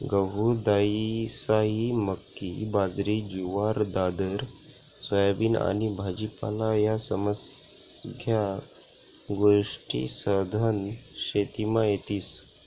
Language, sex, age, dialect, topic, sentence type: Marathi, male, 18-24, Northern Konkan, agriculture, statement